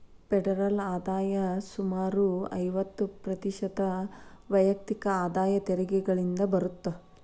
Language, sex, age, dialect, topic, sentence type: Kannada, female, 36-40, Dharwad Kannada, banking, statement